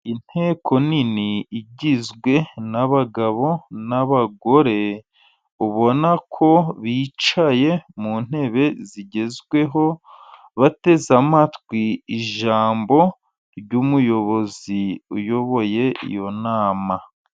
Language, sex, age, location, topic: Kinyarwanda, male, 25-35, Musanze, government